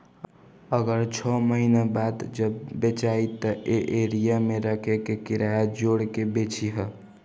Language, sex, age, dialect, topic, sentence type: Bhojpuri, male, <18, Southern / Standard, banking, statement